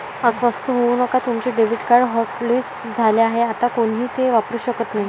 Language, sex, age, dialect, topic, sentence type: Marathi, female, 18-24, Varhadi, banking, statement